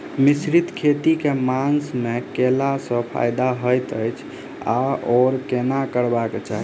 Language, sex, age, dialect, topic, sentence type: Maithili, male, 25-30, Southern/Standard, agriculture, question